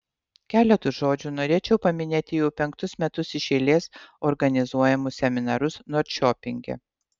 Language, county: Lithuanian, Utena